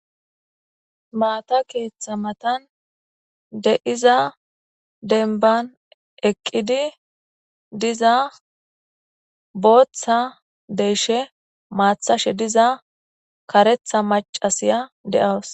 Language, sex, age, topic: Gamo, female, 25-35, agriculture